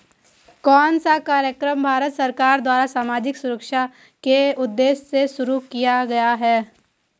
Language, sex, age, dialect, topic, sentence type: Hindi, female, 18-24, Hindustani Malvi Khadi Boli, banking, question